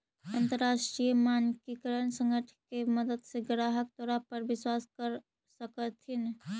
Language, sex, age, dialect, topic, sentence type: Magahi, female, 18-24, Central/Standard, banking, statement